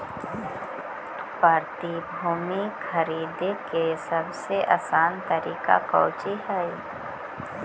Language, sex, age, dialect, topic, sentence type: Magahi, female, 60-100, Central/Standard, agriculture, statement